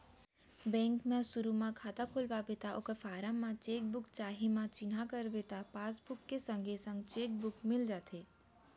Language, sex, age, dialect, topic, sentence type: Chhattisgarhi, female, 31-35, Central, banking, statement